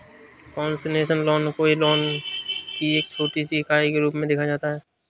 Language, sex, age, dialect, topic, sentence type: Hindi, male, 18-24, Awadhi Bundeli, banking, statement